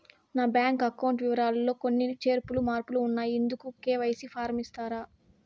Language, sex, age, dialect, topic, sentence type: Telugu, female, 18-24, Southern, banking, question